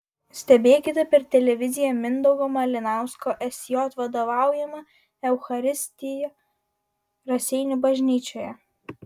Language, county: Lithuanian, Vilnius